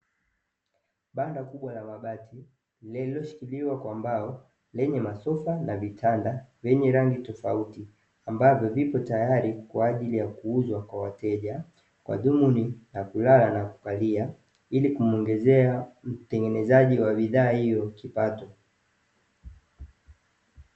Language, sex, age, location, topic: Swahili, male, 18-24, Dar es Salaam, finance